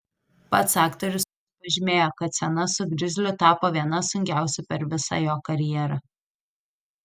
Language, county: Lithuanian, Telšiai